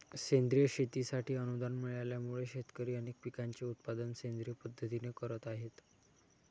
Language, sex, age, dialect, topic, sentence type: Marathi, male, 25-30, Standard Marathi, agriculture, statement